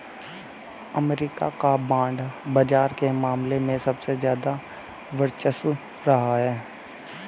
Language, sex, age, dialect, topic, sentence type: Hindi, male, 18-24, Hindustani Malvi Khadi Boli, banking, statement